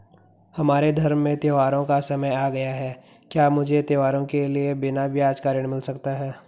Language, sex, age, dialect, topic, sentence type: Hindi, male, 18-24, Garhwali, banking, question